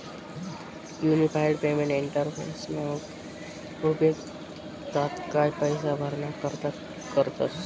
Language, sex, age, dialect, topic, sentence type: Marathi, male, 18-24, Northern Konkan, banking, statement